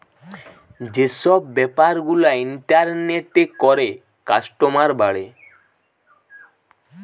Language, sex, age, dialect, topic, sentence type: Bengali, male, 18-24, Western, banking, statement